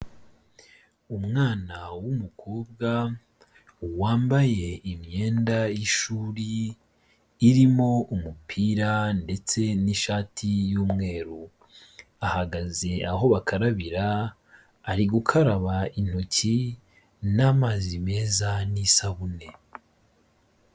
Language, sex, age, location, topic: Kinyarwanda, male, 25-35, Kigali, health